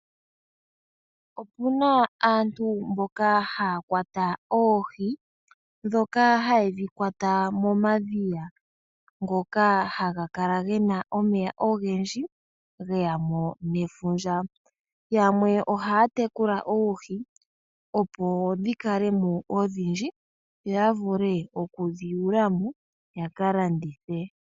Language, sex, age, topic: Oshiwambo, male, 18-24, agriculture